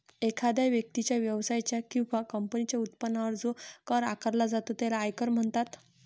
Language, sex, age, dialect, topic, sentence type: Marathi, female, 18-24, Varhadi, banking, statement